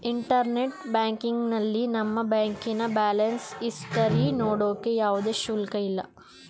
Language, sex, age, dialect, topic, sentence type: Kannada, male, 25-30, Mysore Kannada, banking, statement